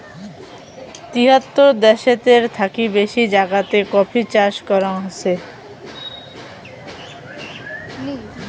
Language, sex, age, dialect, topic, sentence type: Bengali, female, 18-24, Rajbangshi, agriculture, statement